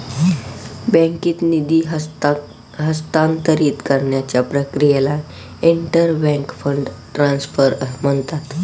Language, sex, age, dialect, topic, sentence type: Marathi, male, 18-24, Northern Konkan, banking, statement